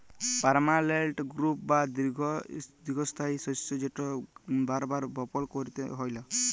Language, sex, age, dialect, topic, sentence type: Bengali, male, 18-24, Jharkhandi, agriculture, statement